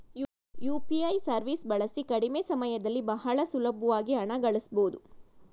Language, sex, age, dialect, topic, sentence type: Kannada, female, 56-60, Mysore Kannada, banking, statement